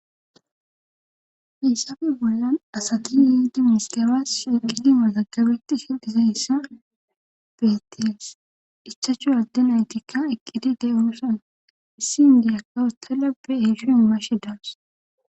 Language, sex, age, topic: Gamo, female, 25-35, government